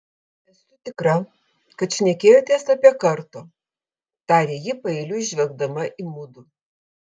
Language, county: Lithuanian, Panevėžys